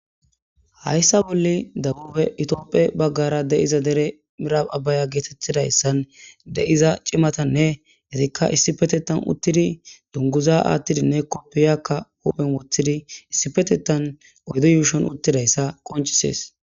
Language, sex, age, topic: Gamo, male, 18-24, government